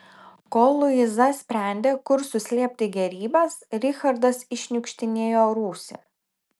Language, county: Lithuanian, Telšiai